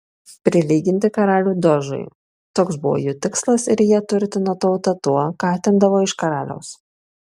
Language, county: Lithuanian, Šiauliai